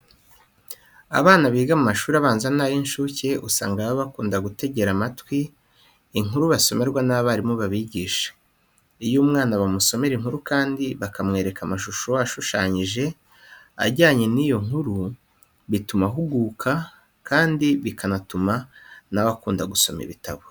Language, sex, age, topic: Kinyarwanda, male, 25-35, education